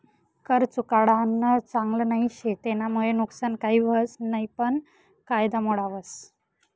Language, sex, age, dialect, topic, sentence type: Marathi, female, 18-24, Northern Konkan, banking, statement